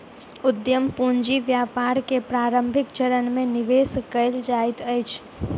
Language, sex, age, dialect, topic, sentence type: Maithili, female, 18-24, Southern/Standard, banking, statement